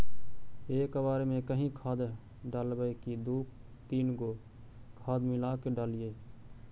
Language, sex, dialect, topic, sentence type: Magahi, male, Central/Standard, agriculture, question